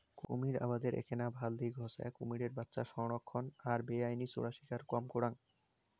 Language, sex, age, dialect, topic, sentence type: Bengali, male, 18-24, Rajbangshi, agriculture, statement